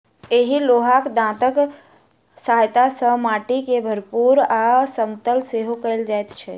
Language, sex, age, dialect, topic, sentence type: Maithili, female, 51-55, Southern/Standard, agriculture, statement